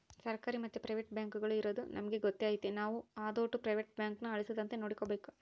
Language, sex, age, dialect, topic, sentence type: Kannada, female, 41-45, Central, banking, statement